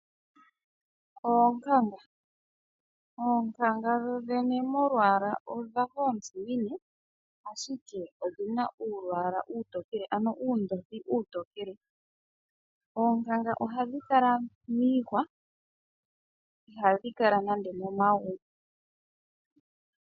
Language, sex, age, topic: Oshiwambo, female, 25-35, agriculture